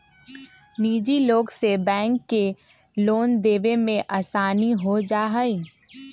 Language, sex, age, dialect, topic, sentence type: Magahi, female, 25-30, Western, banking, statement